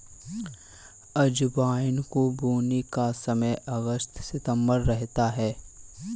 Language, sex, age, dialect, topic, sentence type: Hindi, male, 18-24, Kanauji Braj Bhasha, agriculture, statement